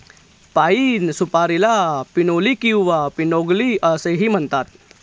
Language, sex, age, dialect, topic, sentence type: Marathi, male, 36-40, Northern Konkan, agriculture, statement